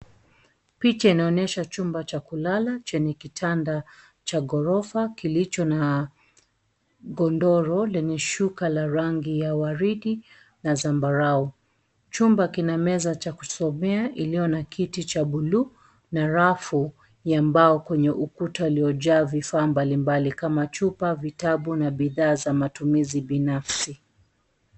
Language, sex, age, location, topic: Swahili, female, 36-49, Nairobi, education